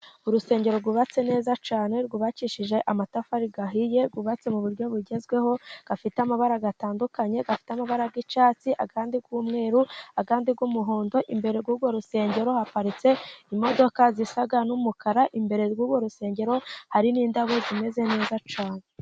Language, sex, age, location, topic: Kinyarwanda, female, 25-35, Musanze, government